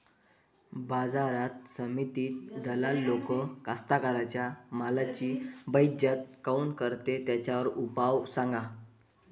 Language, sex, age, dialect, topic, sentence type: Marathi, male, 25-30, Varhadi, agriculture, question